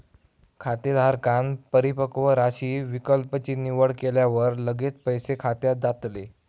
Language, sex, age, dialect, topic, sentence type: Marathi, male, 18-24, Southern Konkan, banking, statement